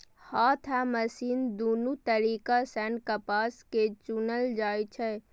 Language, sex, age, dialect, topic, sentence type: Maithili, female, 36-40, Eastern / Thethi, agriculture, statement